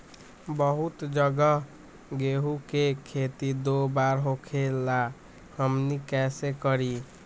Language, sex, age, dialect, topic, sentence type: Magahi, male, 18-24, Western, agriculture, question